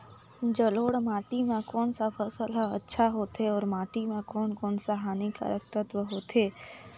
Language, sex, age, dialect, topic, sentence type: Chhattisgarhi, female, 18-24, Northern/Bhandar, agriculture, question